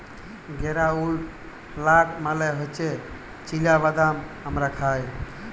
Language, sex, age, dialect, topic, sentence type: Bengali, male, 18-24, Jharkhandi, agriculture, statement